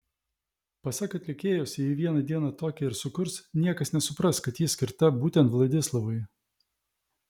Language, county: Lithuanian, Vilnius